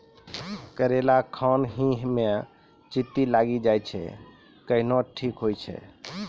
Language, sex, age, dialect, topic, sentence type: Maithili, male, 25-30, Angika, agriculture, question